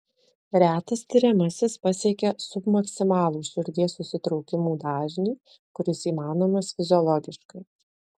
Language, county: Lithuanian, Alytus